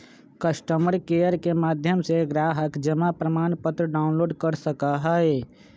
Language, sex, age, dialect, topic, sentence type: Magahi, male, 25-30, Western, banking, statement